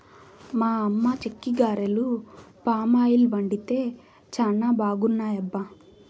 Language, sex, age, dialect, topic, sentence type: Telugu, female, 18-24, Southern, agriculture, statement